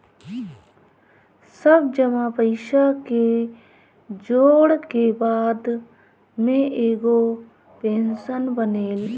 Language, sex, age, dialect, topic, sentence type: Bhojpuri, female, 31-35, Northern, banking, statement